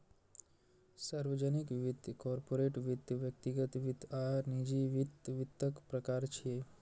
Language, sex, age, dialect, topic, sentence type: Maithili, male, 36-40, Eastern / Thethi, banking, statement